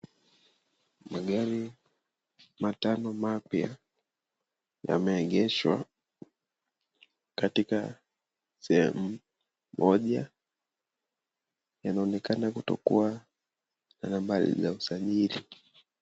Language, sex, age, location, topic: Swahili, male, 25-35, Kisii, finance